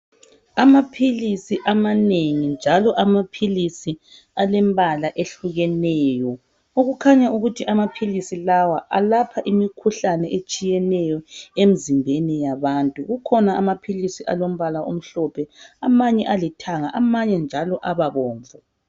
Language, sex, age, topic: North Ndebele, female, 50+, health